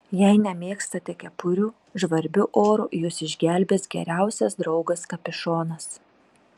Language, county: Lithuanian, Telšiai